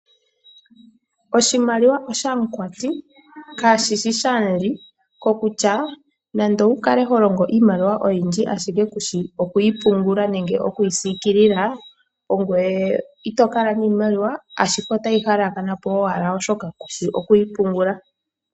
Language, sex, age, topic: Oshiwambo, female, 25-35, finance